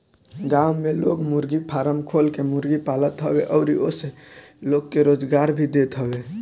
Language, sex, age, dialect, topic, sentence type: Bhojpuri, male, <18, Northern, agriculture, statement